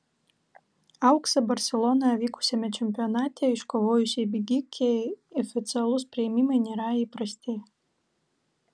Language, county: Lithuanian, Vilnius